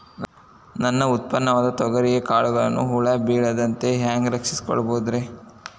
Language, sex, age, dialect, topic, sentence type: Kannada, male, 18-24, Dharwad Kannada, agriculture, question